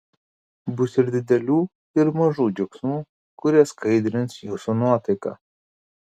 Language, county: Lithuanian, Kaunas